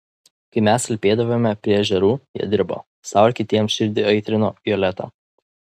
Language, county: Lithuanian, Vilnius